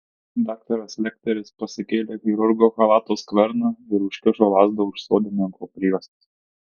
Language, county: Lithuanian, Tauragė